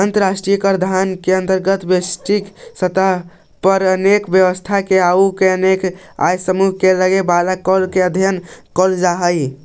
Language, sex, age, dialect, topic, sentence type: Magahi, male, 25-30, Central/Standard, banking, statement